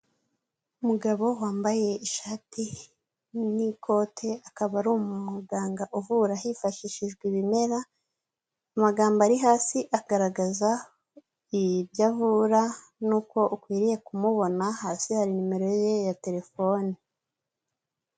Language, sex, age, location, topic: Kinyarwanda, female, 18-24, Kigali, health